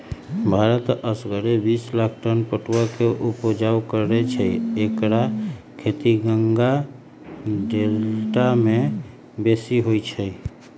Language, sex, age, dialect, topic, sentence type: Magahi, female, 25-30, Western, agriculture, statement